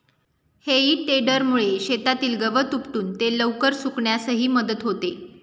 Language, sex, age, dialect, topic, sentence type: Marathi, female, 18-24, Standard Marathi, agriculture, statement